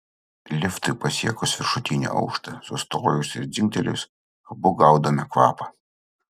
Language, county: Lithuanian, Utena